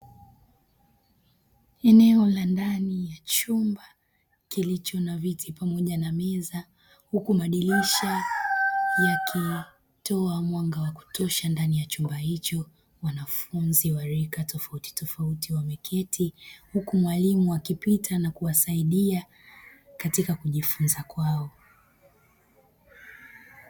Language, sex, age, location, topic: Swahili, female, 25-35, Dar es Salaam, education